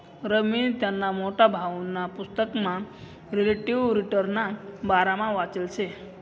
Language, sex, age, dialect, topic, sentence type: Marathi, male, 25-30, Northern Konkan, banking, statement